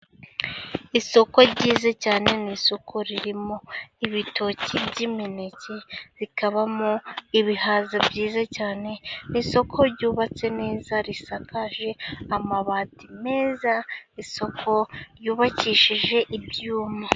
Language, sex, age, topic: Kinyarwanda, female, 18-24, finance